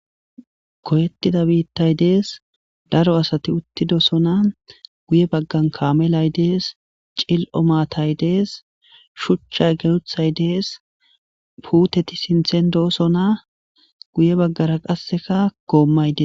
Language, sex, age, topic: Gamo, male, 18-24, government